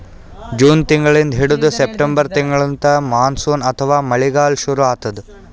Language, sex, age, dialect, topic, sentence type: Kannada, male, 60-100, Northeastern, agriculture, statement